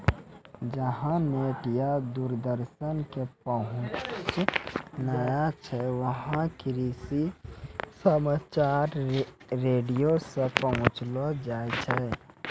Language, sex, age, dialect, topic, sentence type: Maithili, male, 18-24, Angika, agriculture, statement